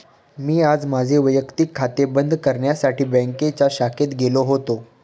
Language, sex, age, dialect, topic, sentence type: Marathi, male, 25-30, Standard Marathi, banking, statement